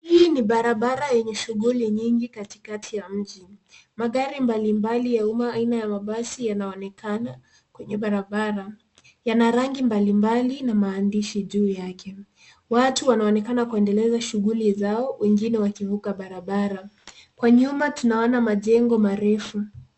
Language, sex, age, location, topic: Swahili, female, 18-24, Nairobi, government